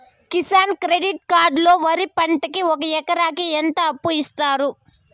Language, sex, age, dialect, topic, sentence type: Telugu, female, 18-24, Southern, agriculture, question